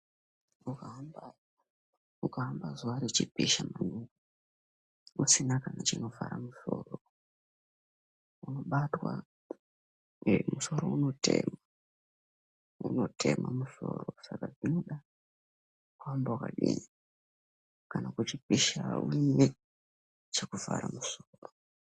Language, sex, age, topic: Ndau, male, 18-24, health